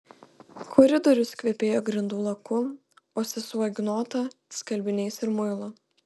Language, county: Lithuanian, Panevėžys